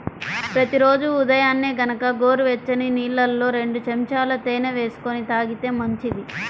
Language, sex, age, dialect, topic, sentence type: Telugu, female, 25-30, Central/Coastal, agriculture, statement